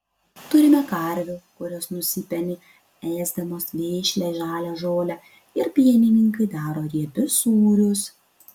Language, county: Lithuanian, Utena